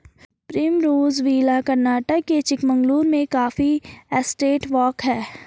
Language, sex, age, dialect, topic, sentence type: Hindi, female, 18-24, Garhwali, agriculture, statement